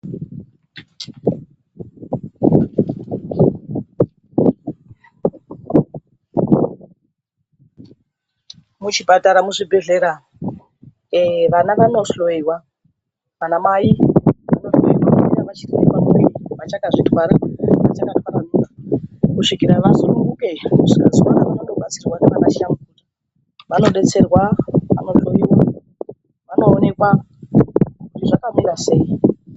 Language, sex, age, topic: Ndau, female, 36-49, health